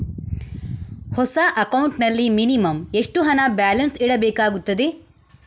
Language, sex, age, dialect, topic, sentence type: Kannada, female, 25-30, Coastal/Dakshin, banking, question